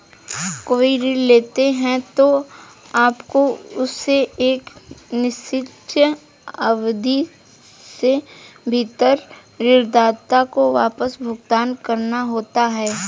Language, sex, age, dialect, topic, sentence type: Hindi, female, 18-24, Hindustani Malvi Khadi Boli, banking, statement